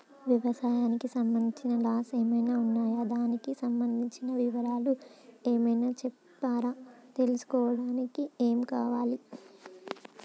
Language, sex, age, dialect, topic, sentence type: Telugu, female, 25-30, Telangana, banking, question